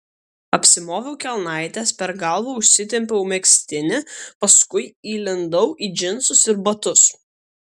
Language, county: Lithuanian, Kaunas